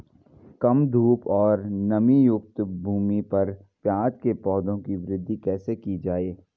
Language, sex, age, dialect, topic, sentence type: Hindi, male, 41-45, Garhwali, agriculture, question